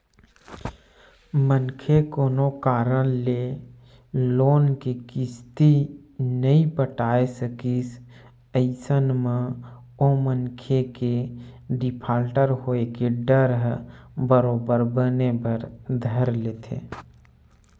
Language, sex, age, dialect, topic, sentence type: Chhattisgarhi, male, 25-30, Western/Budati/Khatahi, banking, statement